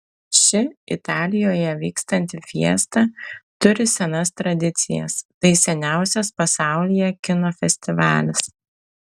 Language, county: Lithuanian, Telšiai